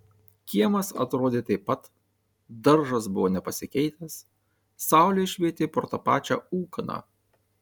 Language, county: Lithuanian, Tauragė